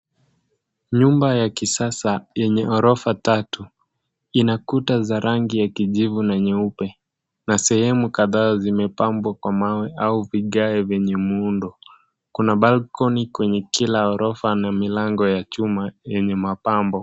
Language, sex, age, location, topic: Swahili, male, 18-24, Nairobi, finance